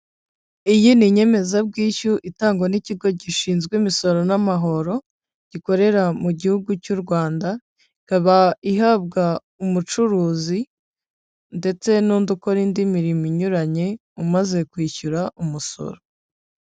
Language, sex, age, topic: Kinyarwanda, female, 25-35, finance